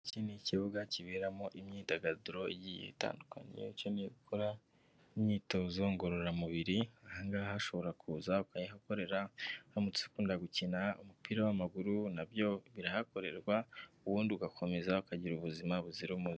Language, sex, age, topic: Kinyarwanda, female, 18-24, government